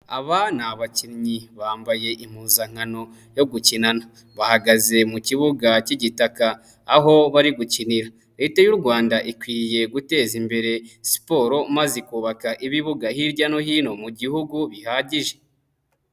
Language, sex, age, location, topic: Kinyarwanda, male, 25-35, Nyagatare, government